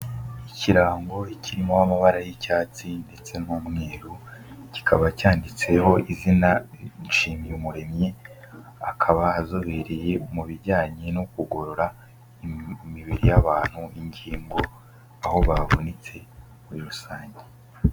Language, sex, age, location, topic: Kinyarwanda, male, 18-24, Kigali, health